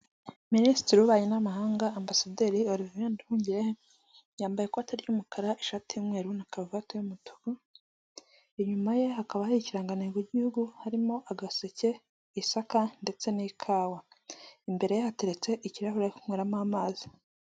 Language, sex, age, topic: Kinyarwanda, female, 25-35, government